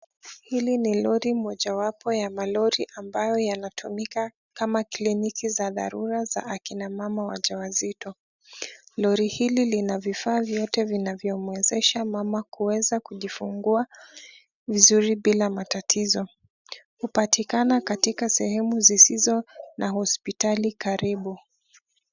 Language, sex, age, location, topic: Swahili, female, 36-49, Nairobi, health